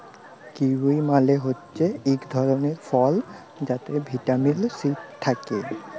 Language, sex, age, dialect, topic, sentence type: Bengali, male, 18-24, Jharkhandi, agriculture, statement